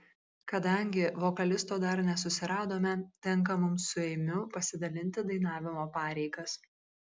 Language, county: Lithuanian, Kaunas